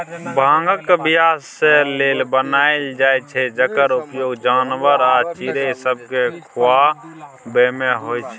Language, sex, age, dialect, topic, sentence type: Maithili, male, 31-35, Bajjika, agriculture, statement